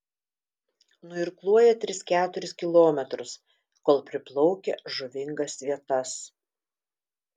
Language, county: Lithuanian, Telšiai